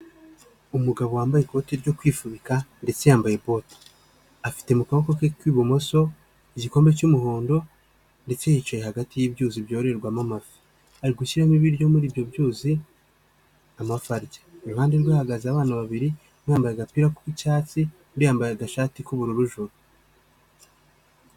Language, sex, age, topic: Kinyarwanda, male, 25-35, agriculture